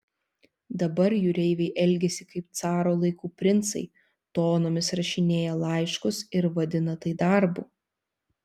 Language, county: Lithuanian, Telšiai